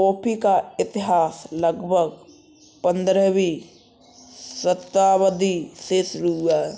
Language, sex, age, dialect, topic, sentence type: Hindi, male, 60-100, Kanauji Braj Bhasha, agriculture, statement